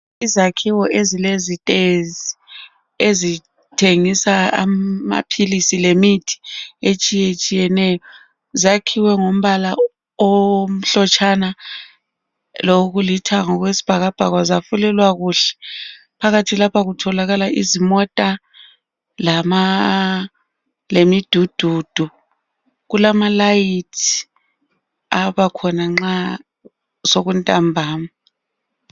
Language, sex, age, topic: North Ndebele, female, 36-49, health